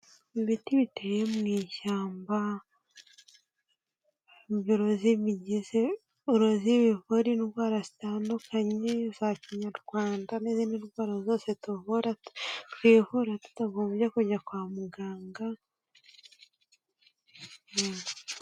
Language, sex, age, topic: Kinyarwanda, female, 18-24, health